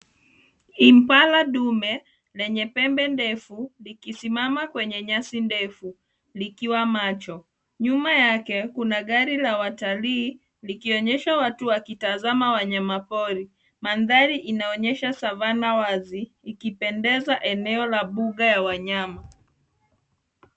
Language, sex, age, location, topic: Swahili, female, 25-35, Nairobi, government